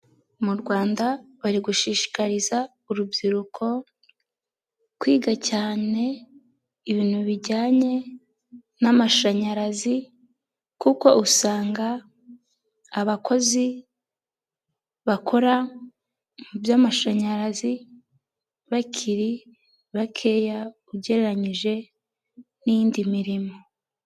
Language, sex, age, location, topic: Kinyarwanda, female, 18-24, Nyagatare, government